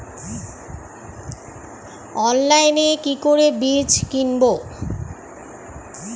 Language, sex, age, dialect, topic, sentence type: Bengali, female, 51-55, Standard Colloquial, agriculture, statement